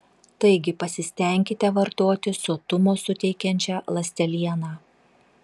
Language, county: Lithuanian, Telšiai